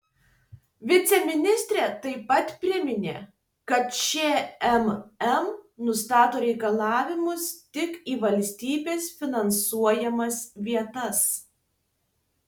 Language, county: Lithuanian, Tauragė